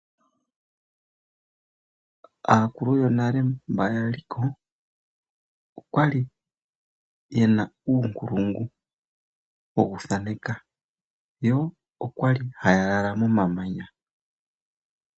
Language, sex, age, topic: Oshiwambo, male, 25-35, agriculture